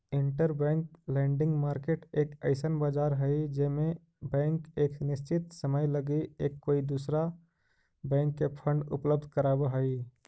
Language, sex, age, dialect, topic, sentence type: Magahi, male, 31-35, Central/Standard, banking, statement